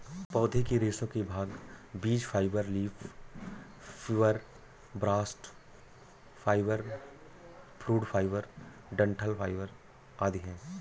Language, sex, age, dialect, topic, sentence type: Hindi, male, 36-40, Awadhi Bundeli, agriculture, statement